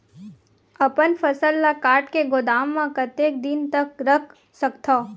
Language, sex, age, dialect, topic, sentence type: Chhattisgarhi, female, 18-24, Western/Budati/Khatahi, agriculture, question